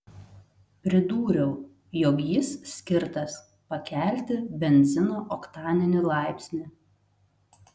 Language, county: Lithuanian, Telšiai